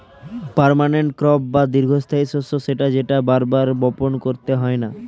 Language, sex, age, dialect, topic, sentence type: Bengali, male, 18-24, Standard Colloquial, agriculture, statement